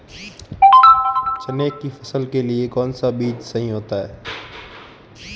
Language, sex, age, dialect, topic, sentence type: Hindi, male, 18-24, Marwari Dhudhari, agriculture, question